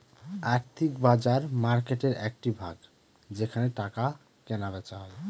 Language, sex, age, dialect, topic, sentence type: Bengali, male, 25-30, Northern/Varendri, banking, statement